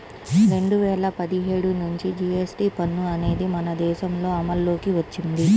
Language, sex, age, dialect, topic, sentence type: Telugu, male, 36-40, Central/Coastal, banking, statement